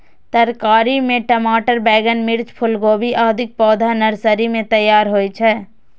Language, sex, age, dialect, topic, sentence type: Maithili, female, 18-24, Eastern / Thethi, agriculture, statement